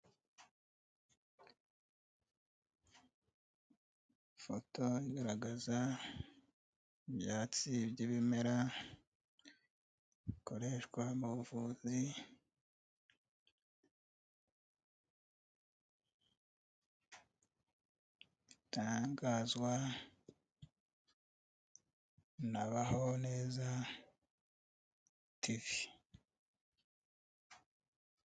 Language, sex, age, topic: Kinyarwanda, male, 36-49, health